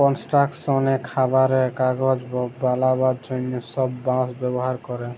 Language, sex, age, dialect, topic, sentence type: Bengali, male, 18-24, Jharkhandi, agriculture, statement